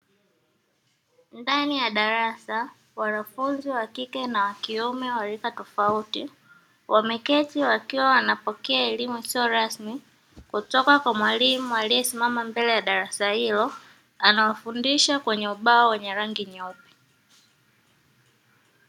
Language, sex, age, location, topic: Swahili, female, 18-24, Dar es Salaam, education